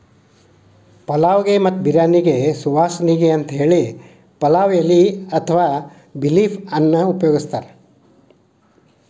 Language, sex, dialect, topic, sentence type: Kannada, male, Dharwad Kannada, agriculture, statement